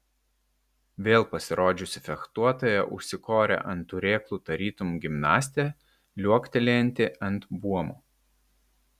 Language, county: Lithuanian, Vilnius